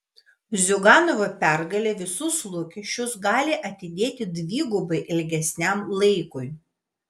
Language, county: Lithuanian, Vilnius